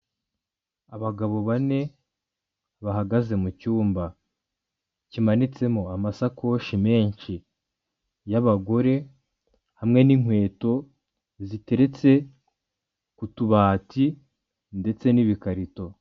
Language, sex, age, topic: Kinyarwanda, male, 25-35, finance